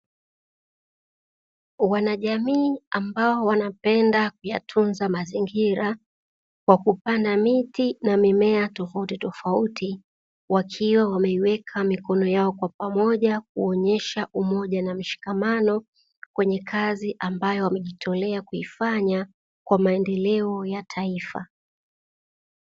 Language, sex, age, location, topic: Swahili, female, 18-24, Dar es Salaam, health